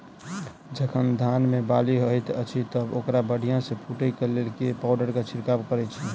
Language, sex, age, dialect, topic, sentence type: Maithili, male, 31-35, Southern/Standard, agriculture, question